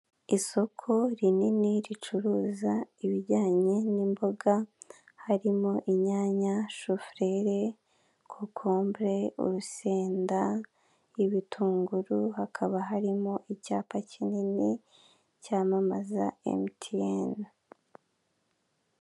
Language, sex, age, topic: Kinyarwanda, female, 18-24, finance